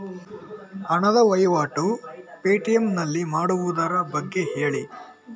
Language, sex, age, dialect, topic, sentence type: Kannada, male, 18-24, Coastal/Dakshin, banking, question